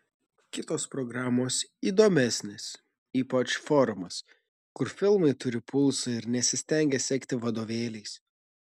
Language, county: Lithuanian, Šiauliai